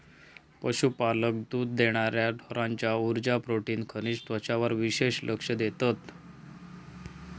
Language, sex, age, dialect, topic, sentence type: Marathi, male, 36-40, Southern Konkan, agriculture, statement